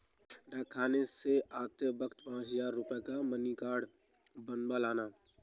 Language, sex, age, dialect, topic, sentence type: Hindi, male, 18-24, Awadhi Bundeli, banking, statement